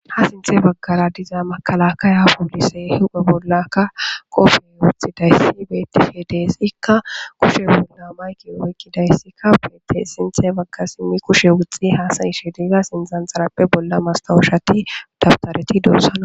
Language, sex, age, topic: Gamo, male, 18-24, government